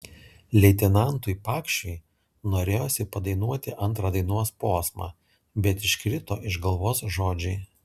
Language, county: Lithuanian, Alytus